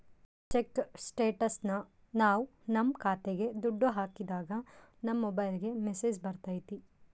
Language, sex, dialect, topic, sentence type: Kannada, female, Central, banking, statement